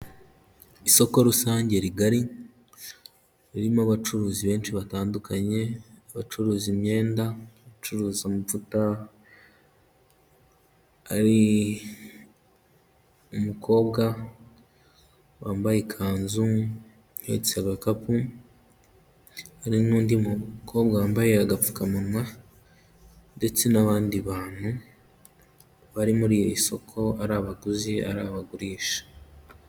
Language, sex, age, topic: Kinyarwanda, male, 18-24, finance